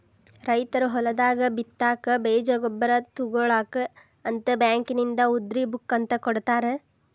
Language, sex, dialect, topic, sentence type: Kannada, female, Dharwad Kannada, agriculture, statement